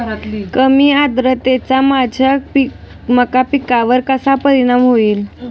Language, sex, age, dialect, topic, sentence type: Marathi, female, 18-24, Standard Marathi, agriculture, question